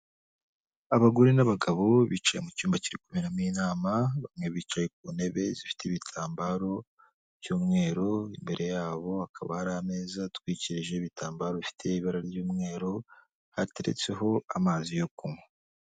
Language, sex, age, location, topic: Kinyarwanda, female, 25-35, Kigali, government